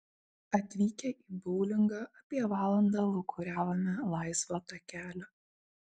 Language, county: Lithuanian, Vilnius